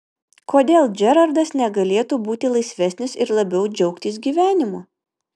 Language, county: Lithuanian, Vilnius